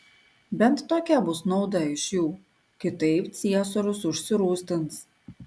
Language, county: Lithuanian, Kaunas